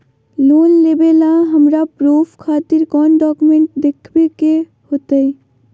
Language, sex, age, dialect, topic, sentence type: Magahi, female, 60-100, Southern, banking, statement